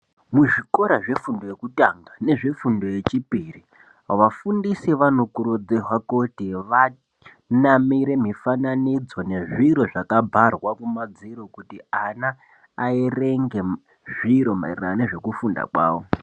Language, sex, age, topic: Ndau, male, 18-24, education